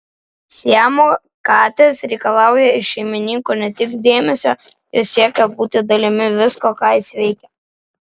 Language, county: Lithuanian, Vilnius